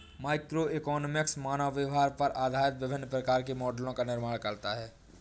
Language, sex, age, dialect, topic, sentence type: Hindi, male, 18-24, Awadhi Bundeli, banking, statement